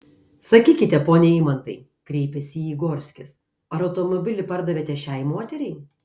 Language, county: Lithuanian, Kaunas